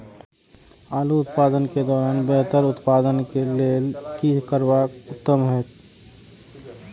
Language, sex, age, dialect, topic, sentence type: Maithili, male, 31-35, Eastern / Thethi, agriculture, question